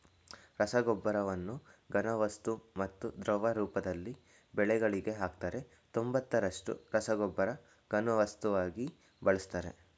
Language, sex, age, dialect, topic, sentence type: Kannada, male, 18-24, Mysore Kannada, agriculture, statement